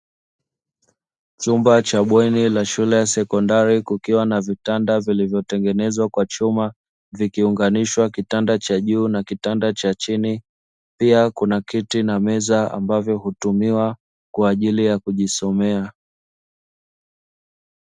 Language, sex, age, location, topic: Swahili, male, 25-35, Dar es Salaam, education